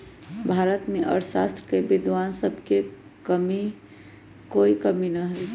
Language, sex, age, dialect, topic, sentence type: Magahi, male, 18-24, Western, banking, statement